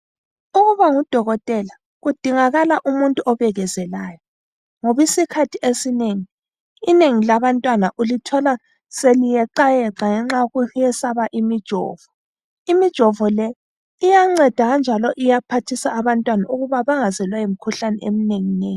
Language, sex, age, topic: North Ndebele, female, 25-35, health